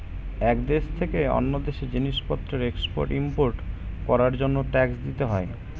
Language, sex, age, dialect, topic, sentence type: Bengali, male, 18-24, Standard Colloquial, banking, statement